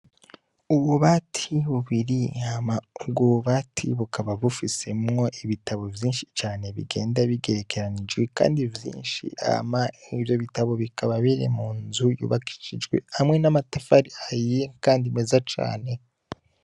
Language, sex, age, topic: Rundi, male, 18-24, education